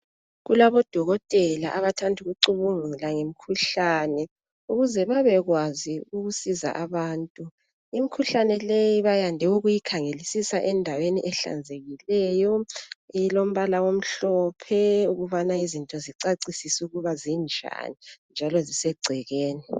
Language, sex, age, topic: North Ndebele, female, 25-35, health